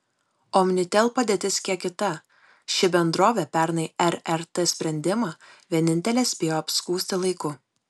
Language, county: Lithuanian, Kaunas